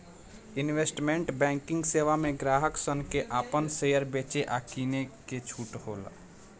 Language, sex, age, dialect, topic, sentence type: Bhojpuri, male, 18-24, Southern / Standard, banking, statement